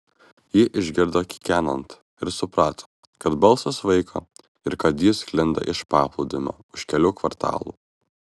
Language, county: Lithuanian, Vilnius